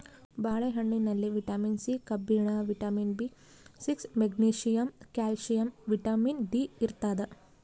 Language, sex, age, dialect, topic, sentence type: Kannada, female, 31-35, Central, agriculture, statement